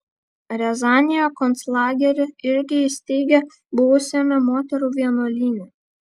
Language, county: Lithuanian, Vilnius